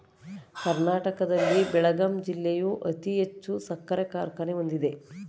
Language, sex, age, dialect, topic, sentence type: Kannada, male, 36-40, Mysore Kannada, agriculture, statement